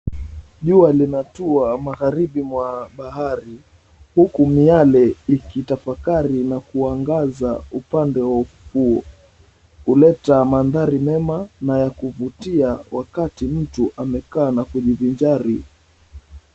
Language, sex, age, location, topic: Swahili, male, 25-35, Mombasa, government